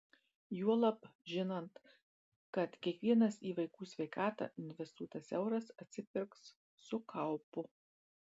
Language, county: Lithuanian, Marijampolė